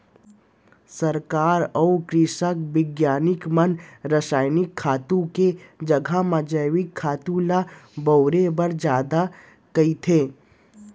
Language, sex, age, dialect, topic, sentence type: Chhattisgarhi, male, 60-100, Central, agriculture, statement